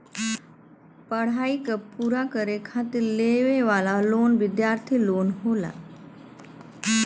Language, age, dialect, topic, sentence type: Bhojpuri, 31-35, Western, banking, statement